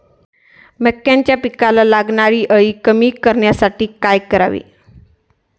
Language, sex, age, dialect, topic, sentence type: Marathi, female, 25-30, Standard Marathi, agriculture, question